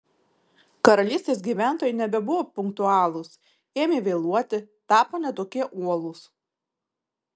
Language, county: Lithuanian, Marijampolė